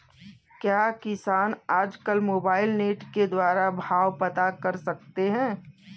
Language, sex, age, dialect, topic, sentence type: Hindi, male, 41-45, Kanauji Braj Bhasha, agriculture, question